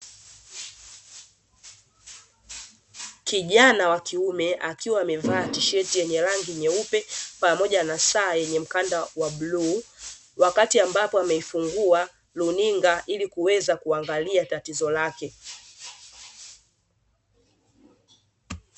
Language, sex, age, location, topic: Swahili, female, 18-24, Dar es Salaam, education